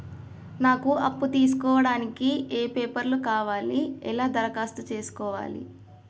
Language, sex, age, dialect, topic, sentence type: Telugu, female, 36-40, Telangana, banking, question